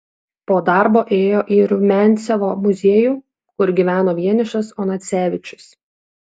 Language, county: Lithuanian, Šiauliai